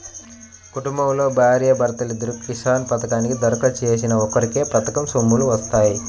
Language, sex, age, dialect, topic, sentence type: Telugu, male, 25-30, Central/Coastal, agriculture, statement